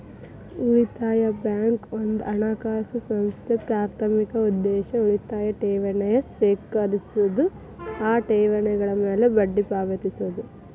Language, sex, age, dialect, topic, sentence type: Kannada, female, 18-24, Dharwad Kannada, banking, statement